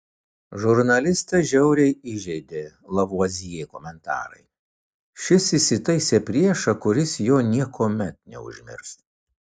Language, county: Lithuanian, Vilnius